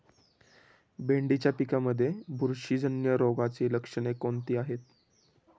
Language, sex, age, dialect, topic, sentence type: Marathi, male, 18-24, Standard Marathi, agriculture, question